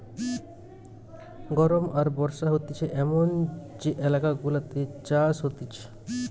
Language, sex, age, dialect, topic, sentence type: Bengali, male, 25-30, Western, agriculture, statement